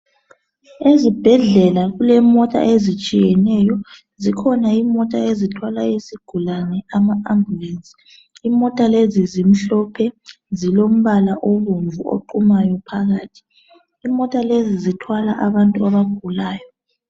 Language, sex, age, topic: North Ndebele, male, 36-49, health